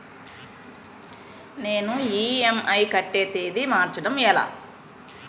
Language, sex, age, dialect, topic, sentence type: Telugu, female, 41-45, Utterandhra, banking, question